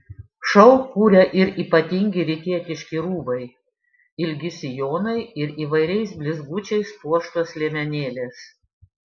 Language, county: Lithuanian, Šiauliai